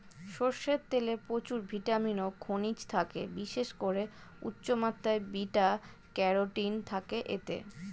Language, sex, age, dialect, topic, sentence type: Bengali, female, 25-30, Standard Colloquial, agriculture, statement